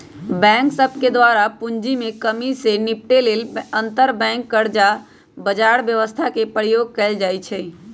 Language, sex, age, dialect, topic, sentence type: Magahi, female, 25-30, Western, banking, statement